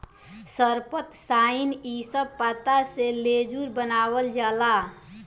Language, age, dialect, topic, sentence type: Bhojpuri, 18-24, Southern / Standard, agriculture, statement